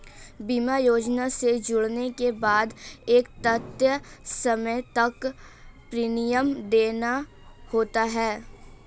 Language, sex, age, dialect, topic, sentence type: Hindi, female, 18-24, Marwari Dhudhari, banking, statement